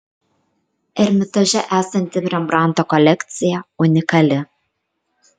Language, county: Lithuanian, Kaunas